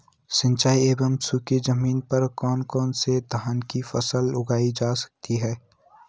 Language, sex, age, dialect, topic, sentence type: Hindi, male, 18-24, Garhwali, agriculture, question